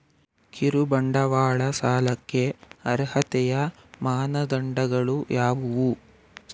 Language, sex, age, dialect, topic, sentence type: Kannada, male, 18-24, Mysore Kannada, banking, question